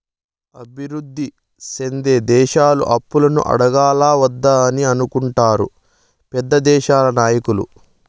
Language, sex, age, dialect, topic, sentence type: Telugu, male, 25-30, Southern, banking, statement